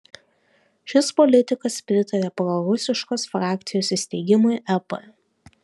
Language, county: Lithuanian, Vilnius